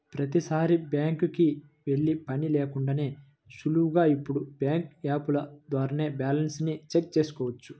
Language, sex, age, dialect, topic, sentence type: Telugu, male, 25-30, Central/Coastal, banking, statement